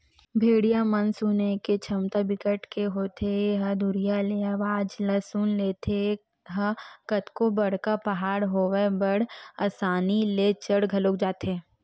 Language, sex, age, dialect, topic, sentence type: Chhattisgarhi, female, 18-24, Western/Budati/Khatahi, agriculture, statement